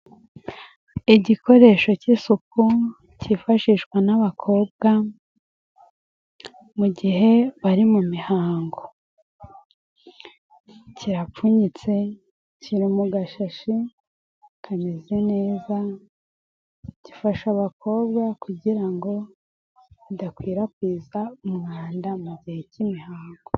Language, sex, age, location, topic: Kinyarwanda, female, 18-24, Nyagatare, finance